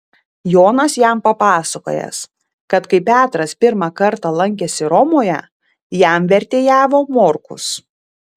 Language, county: Lithuanian, Utena